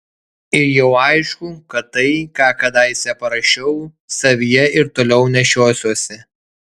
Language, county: Lithuanian, Kaunas